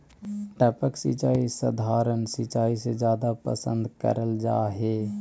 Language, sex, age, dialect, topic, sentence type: Magahi, male, 56-60, Central/Standard, agriculture, statement